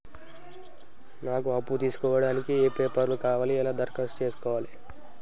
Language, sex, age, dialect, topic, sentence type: Telugu, male, 18-24, Telangana, banking, question